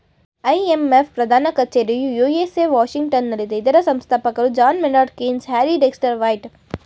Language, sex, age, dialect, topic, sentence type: Kannada, female, 18-24, Mysore Kannada, banking, statement